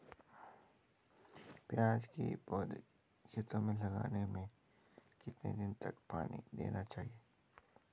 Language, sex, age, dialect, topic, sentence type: Hindi, male, 31-35, Garhwali, agriculture, question